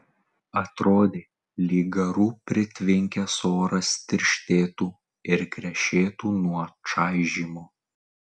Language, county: Lithuanian, Tauragė